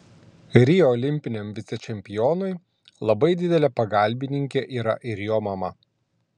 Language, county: Lithuanian, Klaipėda